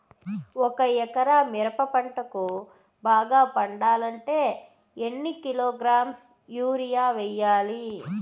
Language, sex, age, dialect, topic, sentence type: Telugu, female, 25-30, Southern, agriculture, question